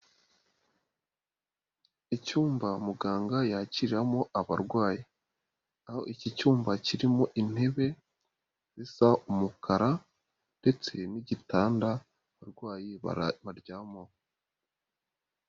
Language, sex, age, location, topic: Kinyarwanda, female, 36-49, Nyagatare, health